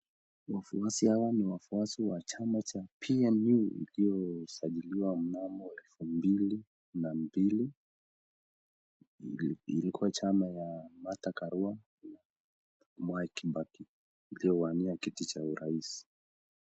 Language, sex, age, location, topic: Swahili, male, 25-35, Nakuru, government